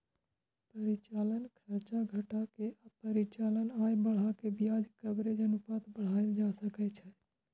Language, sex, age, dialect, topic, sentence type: Maithili, male, 18-24, Eastern / Thethi, banking, statement